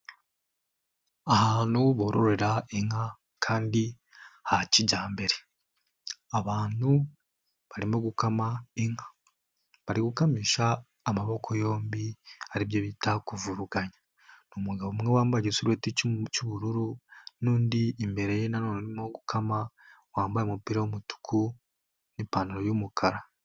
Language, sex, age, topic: Kinyarwanda, male, 18-24, agriculture